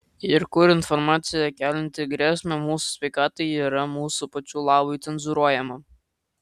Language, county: Lithuanian, Kaunas